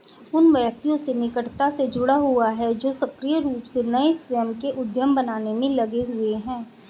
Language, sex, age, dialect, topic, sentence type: Hindi, female, 25-30, Hindustani Malvi Khadi Boli, banking, statement